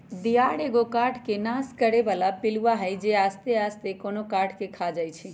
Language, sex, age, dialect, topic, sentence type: Magahi, male, 25-30, Western, agriculture, statement